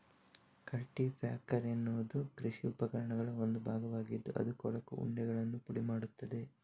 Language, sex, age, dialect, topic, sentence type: Kannada, male, 18-24, Coastal/Dakshin, agriculture, statement